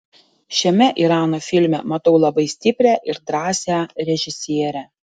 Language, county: Lithuanian, Panevėžys